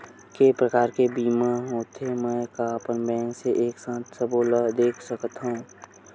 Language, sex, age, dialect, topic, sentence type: Chhattisgarhi, male, 18-24, Western/Budati/Khatahi, banking, question